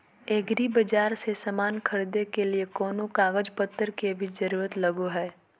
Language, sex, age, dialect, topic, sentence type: Magahi, female, 18-24, Southern, agriculture, question